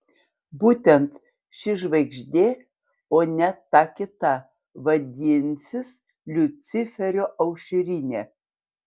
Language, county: Lithuanian, Panevėžys